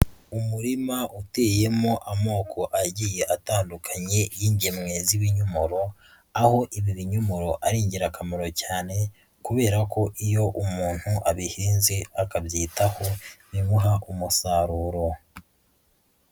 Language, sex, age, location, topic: Kinyarwanda, male, 25-35, Huye, agriculture